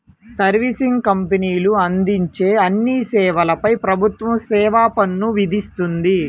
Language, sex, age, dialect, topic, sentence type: Telugu, female, 25-30, Central/Coastal, banking, statement